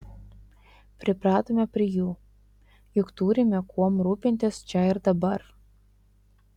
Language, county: Lithuanian, Utena